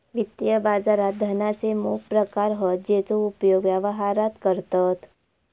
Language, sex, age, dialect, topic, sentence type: Marathi, female, 25-30, Southern Konkan, banking, statement